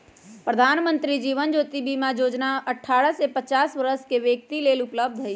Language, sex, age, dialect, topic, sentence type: Magahi, female, 18-24, Western, banking, statement